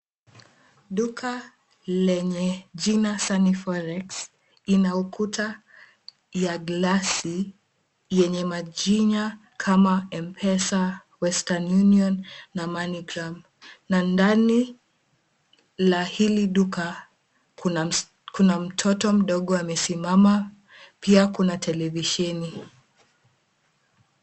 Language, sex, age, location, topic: Swahili, female, 18-24, Mombasa, finance